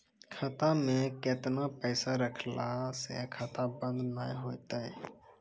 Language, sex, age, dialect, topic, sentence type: Maithili, male, 18-24, Angika, banking, question